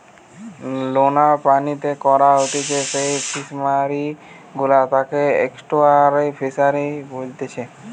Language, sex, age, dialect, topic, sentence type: Bengali, male, 18-24, Western, agriculture, statement